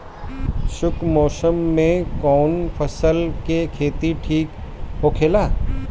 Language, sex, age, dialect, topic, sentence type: Bhojpuri, male, 60-100, Northern, agriculture, question